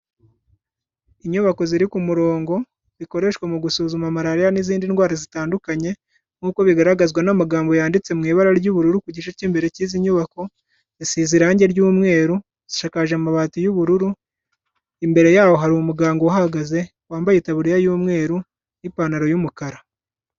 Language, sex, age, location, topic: Kinyarwanda, male, 25-35, Kigali, health